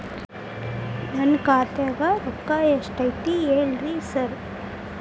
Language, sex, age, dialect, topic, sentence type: Kannada, female, 25-30, Dharwad Kannada, banking, question